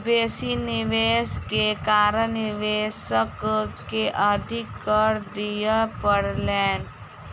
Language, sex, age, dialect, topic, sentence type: Maithili, female, 18-24, Southern/Standard, banking, statement